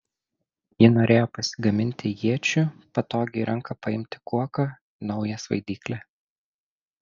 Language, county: Lithuanian, Šiauliai